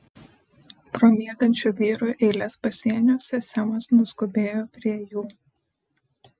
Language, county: Lithuanian, Panevėžys